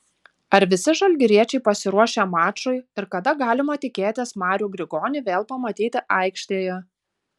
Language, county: Lithuanian, Utena